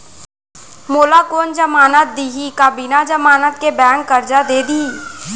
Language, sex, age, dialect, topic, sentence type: Chhattisgarhi, female, 18-24, Central, banking, question